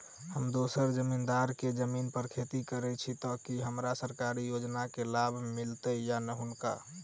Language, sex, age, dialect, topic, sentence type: Maithili, male, 18-24, Southern/Standard, agriculture, question